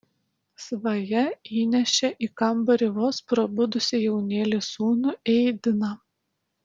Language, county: Lithuanian, Utena